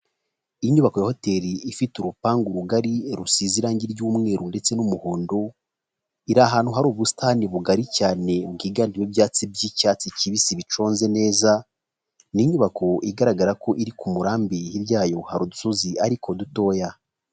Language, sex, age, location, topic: Kinyarwanda, male, 25-35, Nyagatare, finance